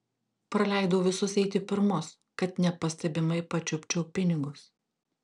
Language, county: Lithuanian, Klaipėda